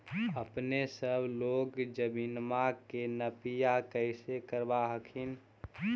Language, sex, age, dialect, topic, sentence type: Magahi, male, 18-24, Central/Standard, agriculture, question